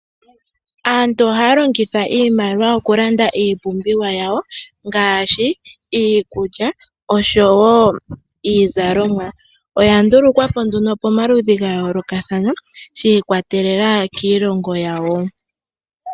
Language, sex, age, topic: Oshiwambo, female, 18-24, finance